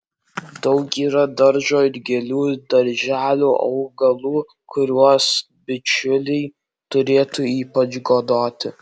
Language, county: Lithuanian, Alytus